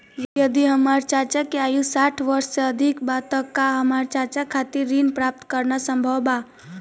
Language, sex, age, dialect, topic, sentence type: Bhojpuri, female, <18, Southern / Standard, banking, statement